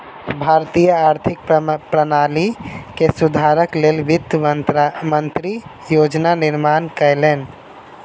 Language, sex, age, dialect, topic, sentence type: Maithili, male, 18-24, Southern/Standard, banking, statement